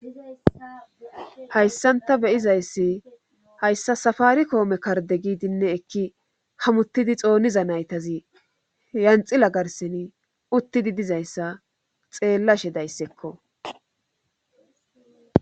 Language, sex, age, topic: Gamo, female, 25-35, government